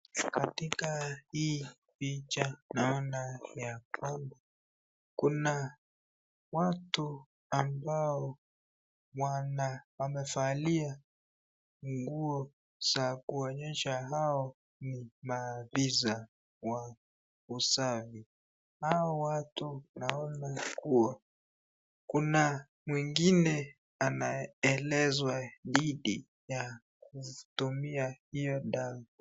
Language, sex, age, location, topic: Swahili, female, 36-49, Nakuru, health